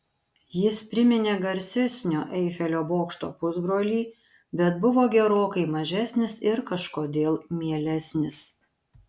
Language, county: Lithuanian, Panevėžys